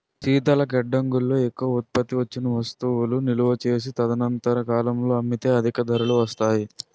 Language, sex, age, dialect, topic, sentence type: Telugu, male, 46-50, Utterandhra, banking, statement